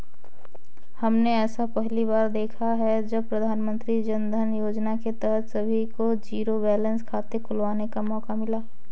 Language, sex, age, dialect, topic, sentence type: Hindi, female, 18-24, Kanauji Braj Bhasha, banking, statement